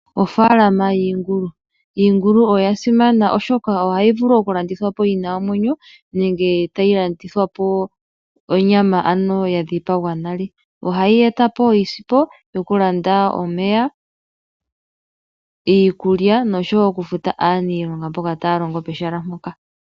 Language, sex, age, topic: Oshiwambo, female, 36-49, agriculture